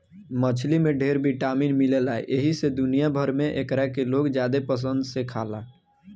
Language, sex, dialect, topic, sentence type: Bhojpuri, male, Southern / Standard, agriculture, statement